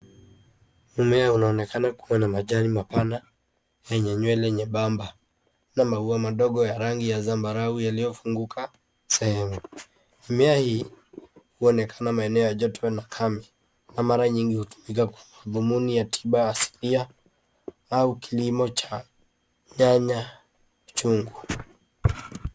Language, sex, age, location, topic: Swahili, female, 50+, Nairobi, health